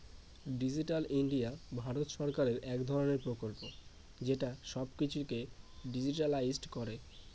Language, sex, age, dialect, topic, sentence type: Bengali, male, 18-24, Northern/Varendri, banking, statement